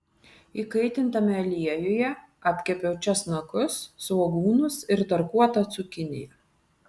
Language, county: Lithuanian, Vilnius